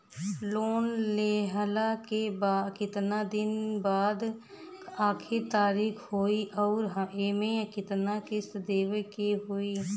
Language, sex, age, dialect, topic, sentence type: Bhojpuri, female, 31-35, Western, banking, question